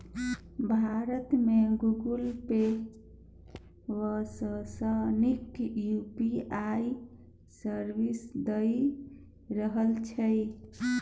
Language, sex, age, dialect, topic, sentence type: Maithili, male, 31-35, Bajjika, banking, statement